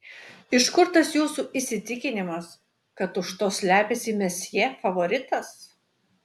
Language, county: Lithuanian, Utena